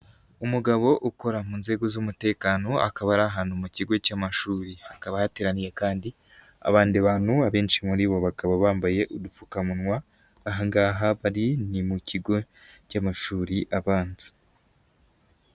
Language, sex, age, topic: Kinyarwanda, female, 18-24, education